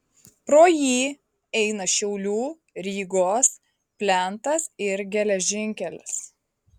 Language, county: Lithuanian, Marijampolė